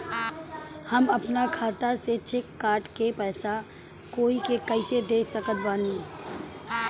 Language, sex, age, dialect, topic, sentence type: Bhojpuri, female, 31-35, Southern / Standard, banking, question